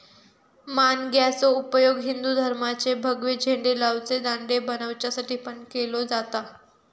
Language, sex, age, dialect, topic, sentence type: Marathi, female, 41-45, Southern Konkan, agriculture, statement